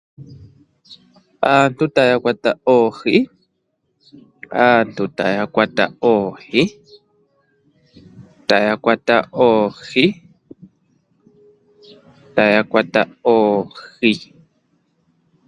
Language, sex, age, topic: Oshiwambo, male, 25-35, agriculture